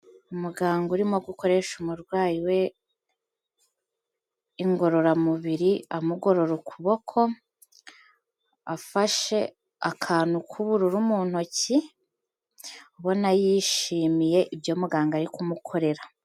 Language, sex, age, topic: Kinyarwanda, female, 18-24, health